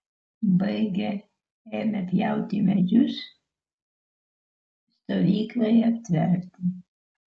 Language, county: Lithuanian, Utena